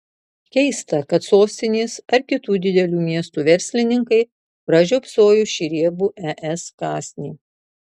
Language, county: Lithuanian, Marijampolė